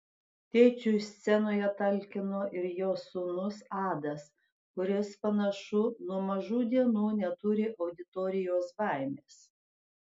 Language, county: Lithuanian, Klaipėda